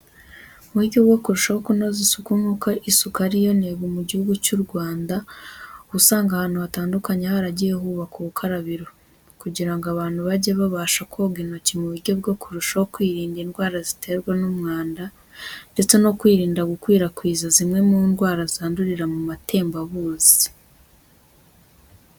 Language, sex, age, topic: Kinyarwanda, female, 18-24, education